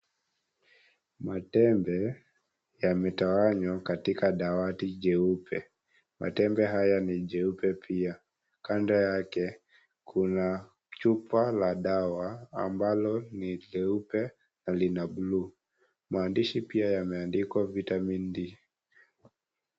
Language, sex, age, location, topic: Swahili, male, 18-24, Kisii, health